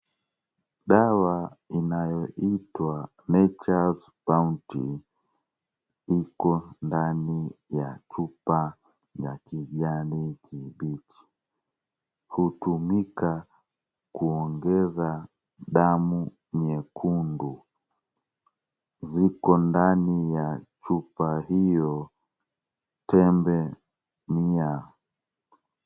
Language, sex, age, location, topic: Swahili, male, 36-49, Kisumu, health